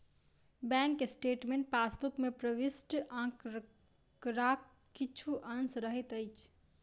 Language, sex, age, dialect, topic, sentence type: Maithili, female, 25-30, Southern/Standard, banking, statement